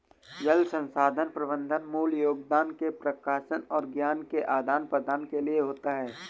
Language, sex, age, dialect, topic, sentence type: Hindi, male, 18-24, Awadhi Bundeli, agriculture, statement